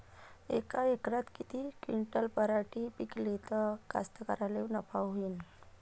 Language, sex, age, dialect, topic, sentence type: Marathi, female, 31-35, Varhadi, agriculture, question